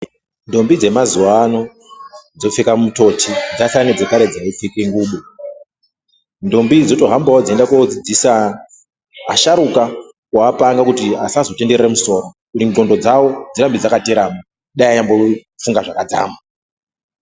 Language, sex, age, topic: Ndau, male, 36-49, health